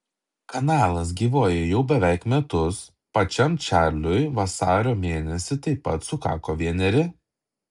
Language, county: Lithuanian, Klaipėda